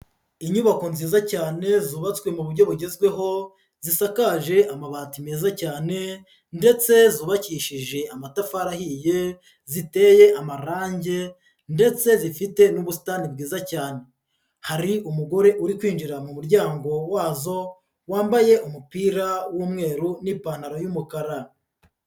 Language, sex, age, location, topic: Kinyarwanda, male, 36-49, Huye, education